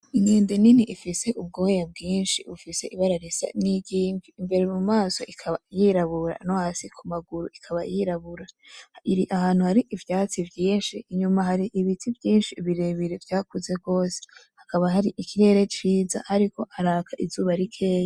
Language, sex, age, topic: Rundi, female, 18-24, agriculture